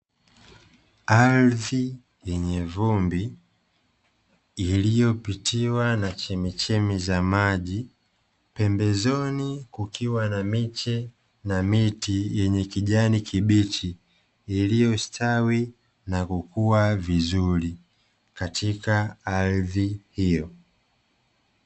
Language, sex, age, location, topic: Swahili, male, 25-35, Dar es Salaam, agriculture